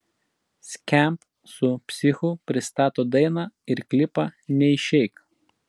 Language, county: Lithuanian, Klaipėda